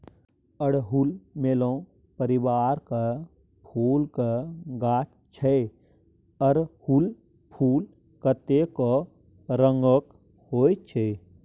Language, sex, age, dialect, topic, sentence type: Maithili, male, 18-24, Bajjika, agriculture, statement